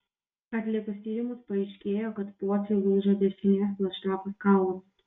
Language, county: Lithuanian, Vilnius